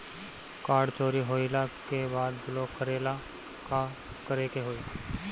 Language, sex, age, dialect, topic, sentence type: Bhojpuri, male, 25-30, Northern, banking, question